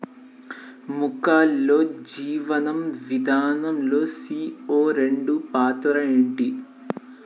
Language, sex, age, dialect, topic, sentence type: Telugu, male, 18-24, Telangana, agriculture, question